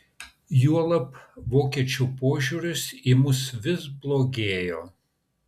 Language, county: Lithuanian, Kaunas